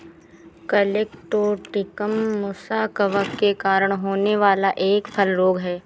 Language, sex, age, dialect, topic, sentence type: Hindi, female, 18-24, Awadhi Bundeli, agriculture, statement